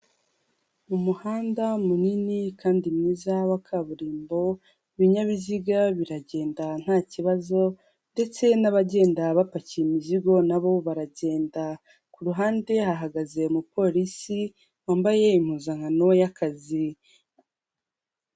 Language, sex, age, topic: Kinyarwanda, female, 25-35, government